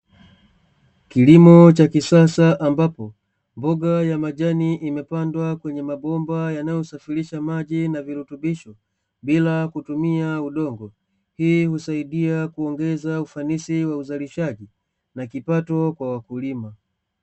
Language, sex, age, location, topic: Swahili, male, 25-35, Dar es Salaam, agriculture